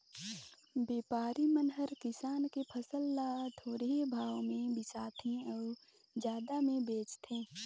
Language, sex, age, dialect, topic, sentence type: Chhattisgarhi, female, 51-55, Northern/Bhandar, agriculture, statement